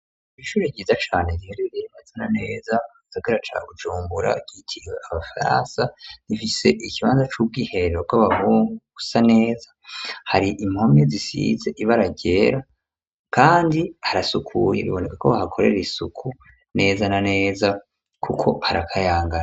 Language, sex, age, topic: Rundi, male, 36-49, education